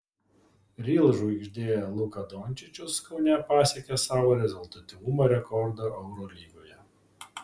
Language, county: Lithuanian, Vilnius